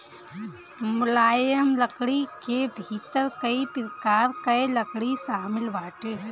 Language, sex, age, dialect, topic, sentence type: Bhojpuri, female, 18-24, Northern, agriculture, statement